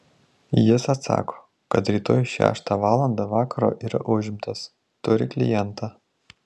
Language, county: Lithuanian, Tauragė